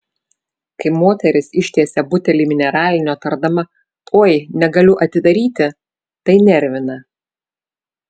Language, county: Lithuanian, Vilnius